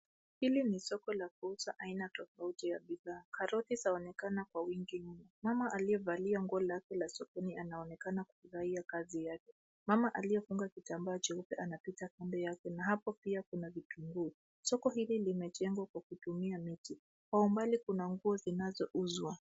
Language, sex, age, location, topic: Swahili, female, 25-35, Nairobi, finance